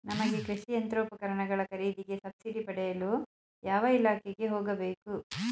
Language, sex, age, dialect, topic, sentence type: Kannada, female, 36-40, Mysore Kannada, agriculture, question